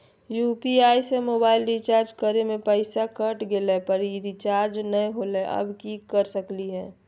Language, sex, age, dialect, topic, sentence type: Magahi, female, 25-30, Southern, banking, question